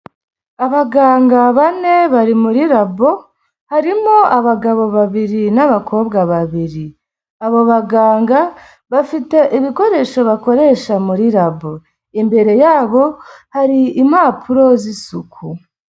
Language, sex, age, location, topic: Kinyarwanda, female, 25-35, Kigali, health